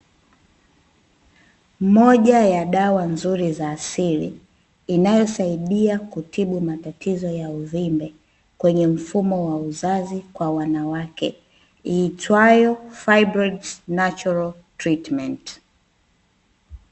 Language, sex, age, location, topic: Swahili, female, 25-35, Dar es Salaam, health